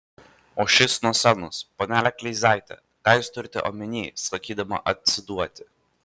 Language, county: Lithuanian, Vilnius